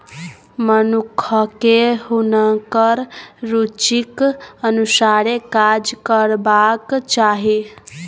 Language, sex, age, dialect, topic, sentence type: Maithili, female, 18-24, Bajjika, banking, statement